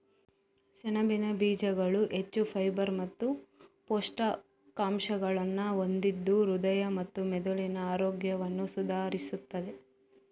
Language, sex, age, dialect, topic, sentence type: Kannada, female, 18-24, Coastal/Dakshin, agriculture, statement